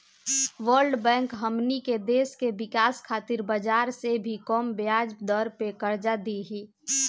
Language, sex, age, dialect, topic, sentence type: Bhojpuri, female, 18-24, Southern / Standard, banking, statement